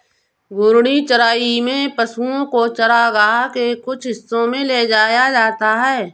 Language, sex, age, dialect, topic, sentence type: Hindi, female, 31-35, Awadhi Bundeli, agriculture, statement